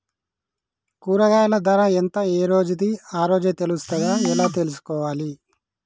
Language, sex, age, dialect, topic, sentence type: Telugu, male, 31-35, Telangana, agriculture, question